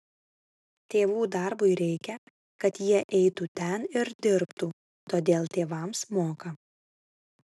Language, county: Lithuanian, Vilnius